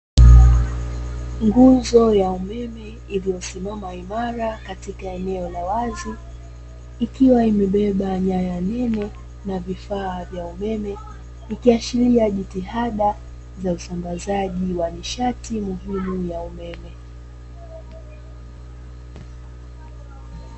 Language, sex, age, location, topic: Swahili, female, 25-35, Dar es Salaam, government